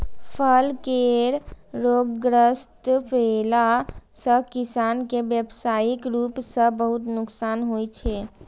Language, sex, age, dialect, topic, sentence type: Maithili, female, 18-24, Eastern / Thethi, agriculture, statement